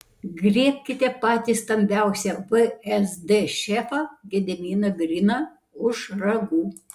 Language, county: Lithuanian, Panevėžys